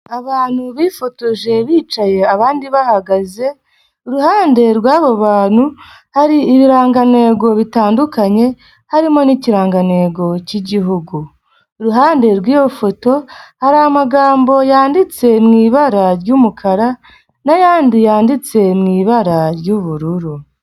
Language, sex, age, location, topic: Kinyarwanda, female, 25-35, Kigali, health